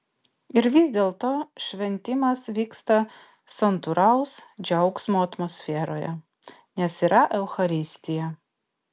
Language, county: Lithuanian, Vilnius